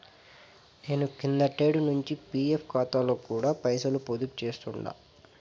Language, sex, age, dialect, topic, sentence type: Telugu, male, 18-24, Southern, banking, statement